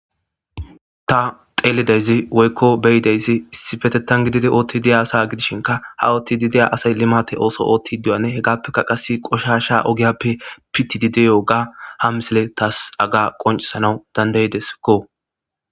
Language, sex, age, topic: Gamo, female, 18-24, government